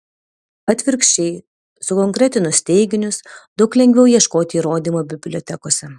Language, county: Lithuanian, Panevėžys